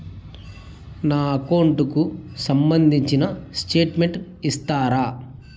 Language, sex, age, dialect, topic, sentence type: Telugu, male, 31-35, Southern, banking, question